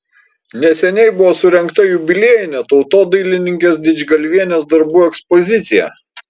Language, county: Lithuanian, Vilnius